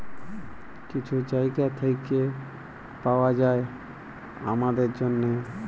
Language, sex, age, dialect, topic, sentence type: Bengali, male, 18-24, Jharkhandi, banking, statement